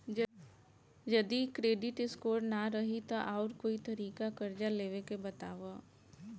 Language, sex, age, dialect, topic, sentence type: Bhojpuri, female, 41-45, Southern / Standard, banking, question